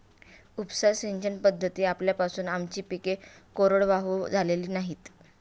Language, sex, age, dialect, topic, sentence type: Marathi, female, 31-35, Standard Marathi, agriculture, statement